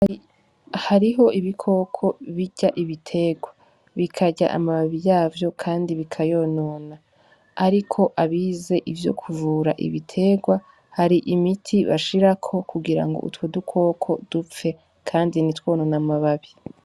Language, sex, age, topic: Rundi, female, 18-24, agriculture